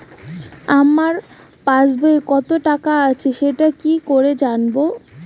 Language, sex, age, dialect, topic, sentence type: Bengali, female, 18-24, Rajbangshi, banking, question